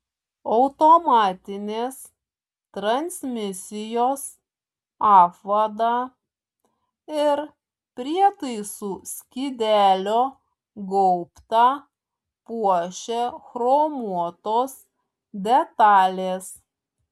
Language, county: Lithuanian, Šiauliai